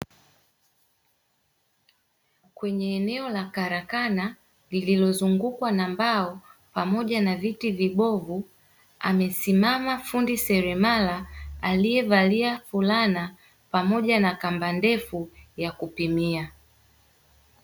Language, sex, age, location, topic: Swahili, female, 18-24, Dar es Salaam, finance